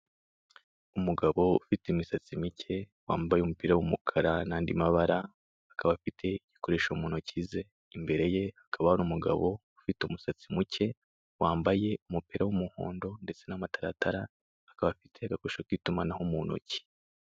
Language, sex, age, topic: Kinyarwanda, male, 18-24, finance